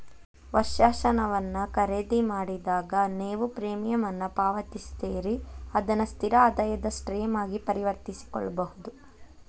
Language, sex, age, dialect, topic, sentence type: Kannada, female, 25-30, Dharwad Kannada, banking, statement